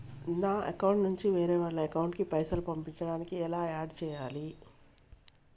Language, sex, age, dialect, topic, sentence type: Telugu, female, 46-50, Telangana, banking, question